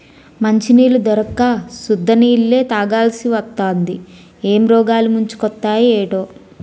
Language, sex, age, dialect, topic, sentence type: Telugu, female, 18-24, Utterandhra, agriculture, statement